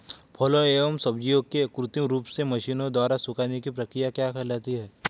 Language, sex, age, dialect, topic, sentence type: Hindi, male, 18-24, Hindustani Malvi Khadi Boli, agriculture, question